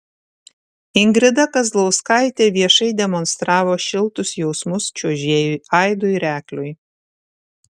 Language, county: Lithuanian, Šiauliai